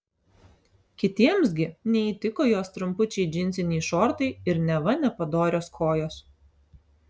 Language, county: Lithuanian, Alytus